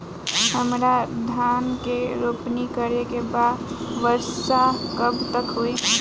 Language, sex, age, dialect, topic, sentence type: Bhojpuri, female, 18-24, Southern / Standard, agriculture, question